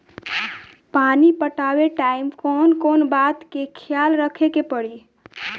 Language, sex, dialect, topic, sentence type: Bhojpuri, male, Southern / Standard, agriculture, question